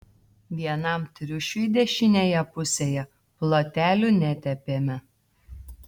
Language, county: Lithuanian, Telšiai